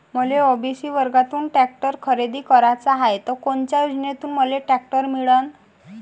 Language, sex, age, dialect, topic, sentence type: Marathi, female, 18-24, Varhadi, agriculture, question